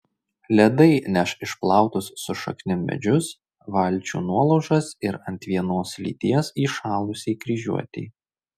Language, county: Lithuanian, Šiauliai